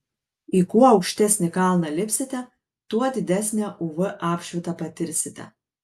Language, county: Lithuanian, Kaunas